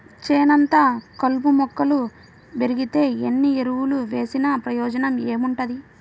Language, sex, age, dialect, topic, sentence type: Telugu, female, 25-30, Central/Coastal, agriculture, statement